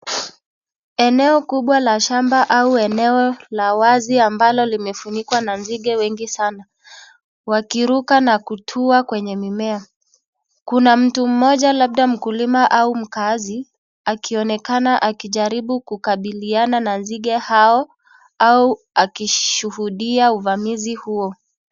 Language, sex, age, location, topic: Swahili, male, 25-35, Kisii, health